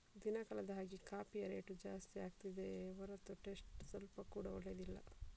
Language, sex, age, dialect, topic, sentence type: Kannada, female, 41-45, Coastal/Dakshin, agriculture, statement